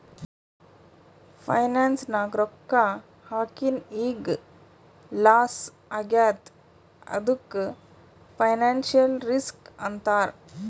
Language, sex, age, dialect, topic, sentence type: Kannada, female, 36-40, Northeastern, banking, statement